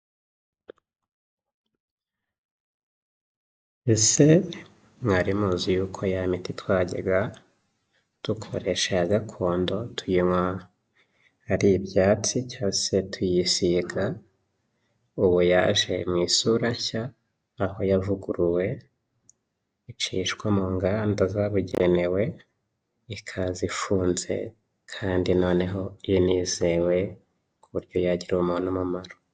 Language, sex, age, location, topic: Kinyarwanda, male, 25-35, Huye, health